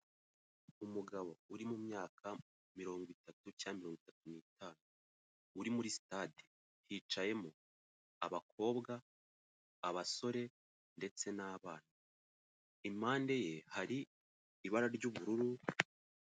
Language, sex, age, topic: Kinyarwanda, male, 18-24, government